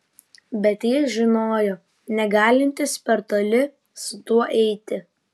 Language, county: Lithuanian, Vilnius